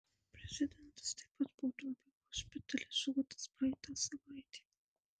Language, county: Lithuanian, Marijampolė